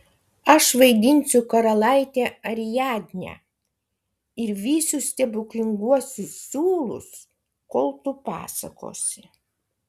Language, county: Lithuanian, Kaunas